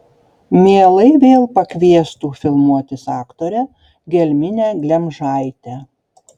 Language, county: Lithuanian, Šiauliai